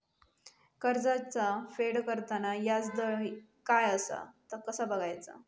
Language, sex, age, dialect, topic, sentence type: Marathi, female, 31-35, Southern Konkan, banking, question